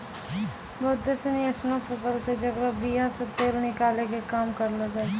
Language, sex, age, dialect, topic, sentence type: Maithili, female, 18-24, Angika, agriculture, statement